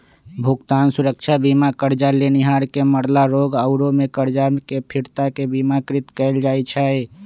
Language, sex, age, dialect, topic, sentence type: Magahi, male, 25-30, Western, banking, statement